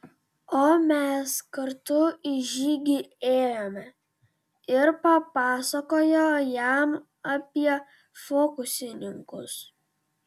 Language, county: Lithuanian, Vilnius